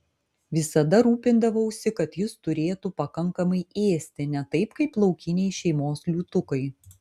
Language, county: Lithuanian, Vilnius